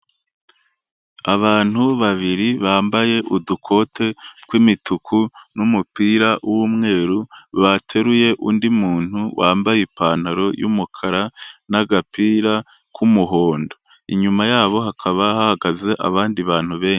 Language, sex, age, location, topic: Kinyarwanda, male, 25-35, Kigali, health